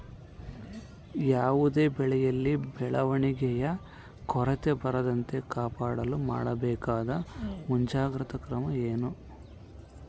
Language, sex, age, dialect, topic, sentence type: Kannada, male, 51-55, Central, agriculture, question